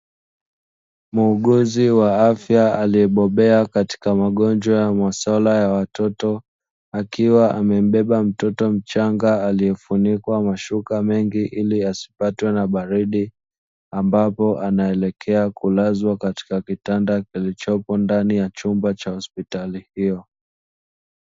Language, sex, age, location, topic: Swahili, male, 25-35, Dar es Salaam, health